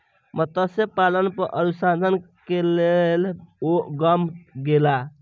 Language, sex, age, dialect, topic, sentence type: Maithili, male, 18-24, Southern/Standard, agriculture, statement